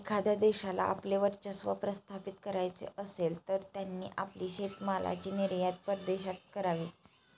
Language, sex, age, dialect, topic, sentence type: Marathi, female, 25-30, Standard Marathi, agriculture, statement